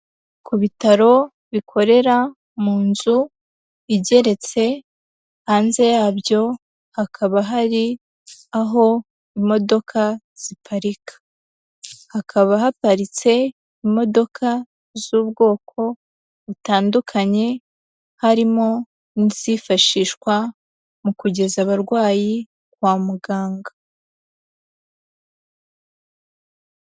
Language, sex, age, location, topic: Kinyarwanda, female, 18-24, Huye, health